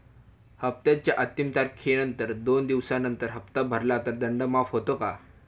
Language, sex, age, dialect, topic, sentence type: Marathi, male, <18, Standard Marathi, banking, question